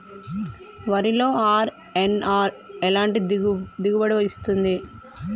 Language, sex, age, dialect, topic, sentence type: Telugu, female, 31-35, Telangana, agriculture, question